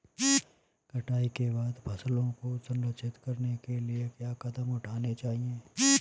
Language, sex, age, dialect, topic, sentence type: Hindi, male, 31-35, Marwari Dhudhari, agriculture, question